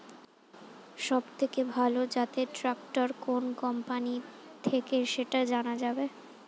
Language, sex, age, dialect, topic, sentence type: Bengali, female, 18-24, Standard Colloquial, agriculture, question